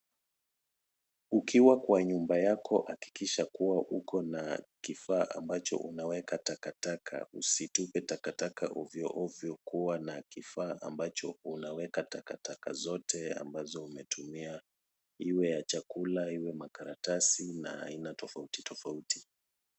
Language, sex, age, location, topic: Swahili, male, 36-49, Kisumu, government